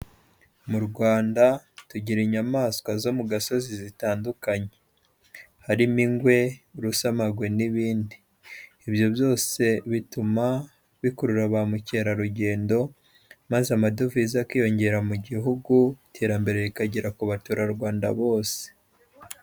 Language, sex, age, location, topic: Kinyarwanda, male, 18-24, Huye, agriculture